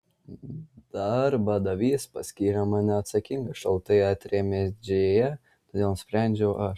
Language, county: Lithuanian, Kaunas